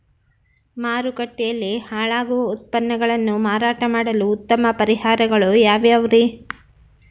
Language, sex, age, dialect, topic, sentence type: Kannada, female, 31-35, Central, agriculture, statement